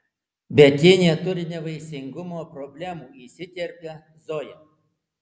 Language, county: Lithuanian, Alytus